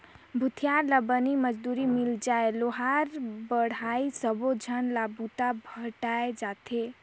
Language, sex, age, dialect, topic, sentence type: Chhattisgarhi, female, 18-24, Northern/Bhandar, agriculture, statement